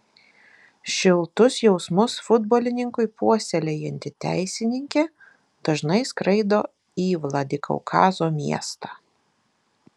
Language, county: Lithuanian, Vilnius